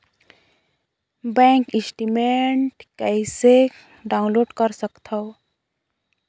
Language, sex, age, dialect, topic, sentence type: Chhattisgarhi, female, 18-24, Northern/Bhandar, banking, question